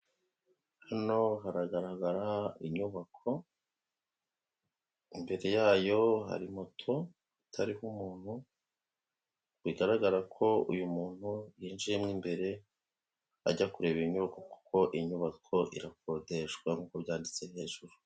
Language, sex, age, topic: Kinyarwanda, male, 36-49, finance